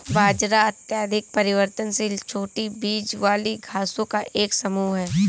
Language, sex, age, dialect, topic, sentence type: Hindi, female, 18-24, Kanauji Braj Bhasha, agriculture, statement